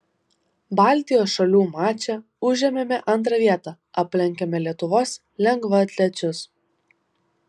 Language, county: Lithuanian, Vilnius